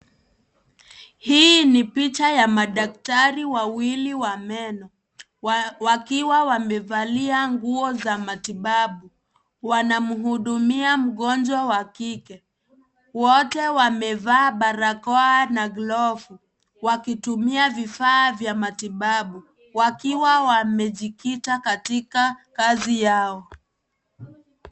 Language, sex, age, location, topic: Swahili, female, 18-24, Kisii, health